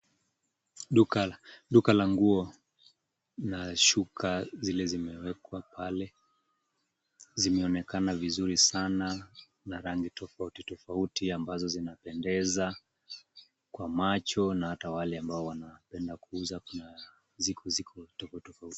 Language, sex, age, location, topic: Swahili, male, 36-49, Kisumu, finance